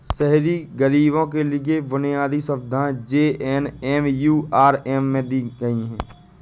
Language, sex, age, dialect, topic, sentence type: Hindi, male, 18-24, Awadhi Bundeli, banking, statement